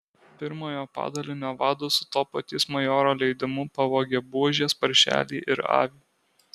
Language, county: Lithuanian, Alytus